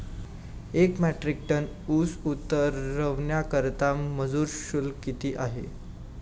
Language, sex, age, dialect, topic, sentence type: Marathi, male, 18-24, Standard Marathi, agriculture, question